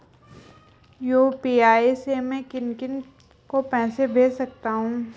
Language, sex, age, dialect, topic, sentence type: Hindi, female, 25-30, Garhwali, banking, question